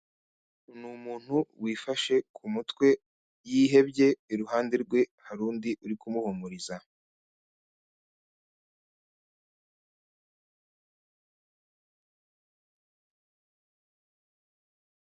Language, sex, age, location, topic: Kinyarwanda, male, 25-35, Kigali, health